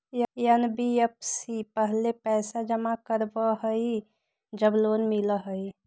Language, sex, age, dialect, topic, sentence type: Magahi, female, 18-24, Western, banking, question